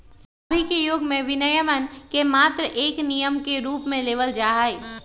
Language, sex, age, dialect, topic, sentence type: Magahi, male, 25-30, Western, banking, statement